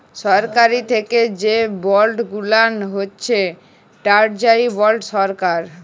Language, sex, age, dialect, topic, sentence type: Bengali, male, 18-24, Jharkhandi, banking, statement